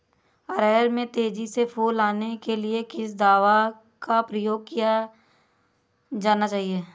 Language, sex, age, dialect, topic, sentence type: Hindi, male, 18-24, Awadhi Bundeli, agriculture, question